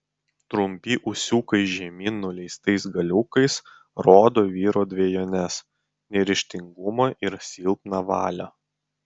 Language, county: Lithuanian, Vilnius